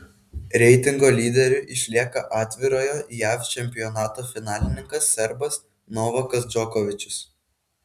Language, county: Lithuanian, Kaunas